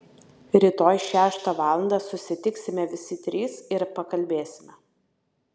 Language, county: Lithuanian, Vilnius